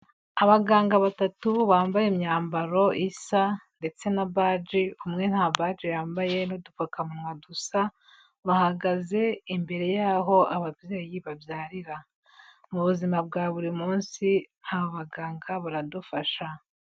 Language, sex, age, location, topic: Kinyarwanda, female, 18-24, Kigali, health